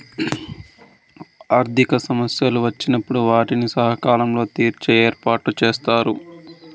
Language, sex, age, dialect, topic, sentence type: Telugu, male, 51-55, Southern, banking, statement